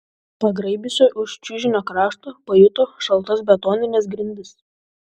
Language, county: Lithuanian, Šiauliai